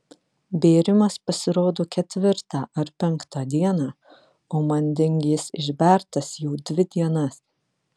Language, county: Lithuanian, Vilnius